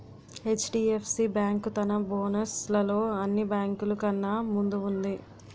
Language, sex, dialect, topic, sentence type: Telugu, female, Utterandhra, banking, statement